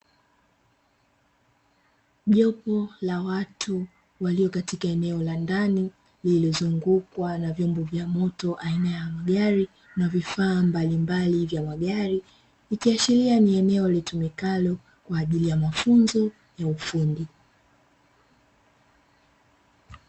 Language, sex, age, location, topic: Swahili, female, 25-35, Dar es Salaam, education